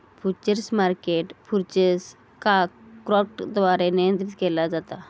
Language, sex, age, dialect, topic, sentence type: Marathi, female, 31-35, Southern Konkan, banking, statement